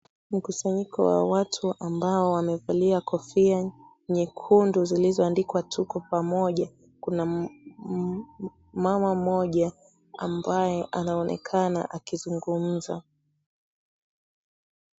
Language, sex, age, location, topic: Swahili, female, 18-24, Kisumu, government